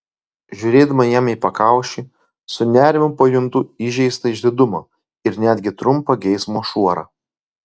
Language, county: Lithuanian, Klaipėda